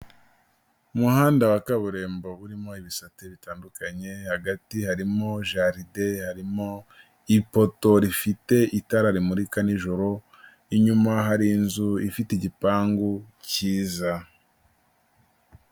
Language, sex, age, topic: Kinyarwanda, male, 18-24, government